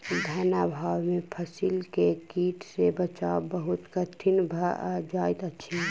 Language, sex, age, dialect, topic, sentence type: Maithili, female, 18-24, Southern/Standard, agriculture, statement